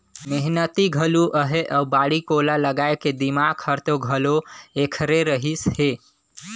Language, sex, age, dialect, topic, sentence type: Chhattisgarhi, male, 25-30, Northern/Bhandar, agriculture, statement